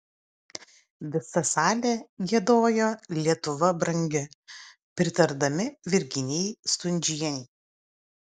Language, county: Lithuanian, Utena